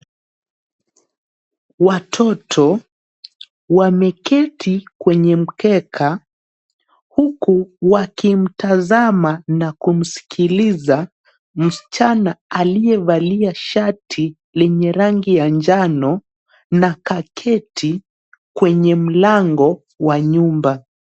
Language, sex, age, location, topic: Swahili, male, 18-24, Nairobi, health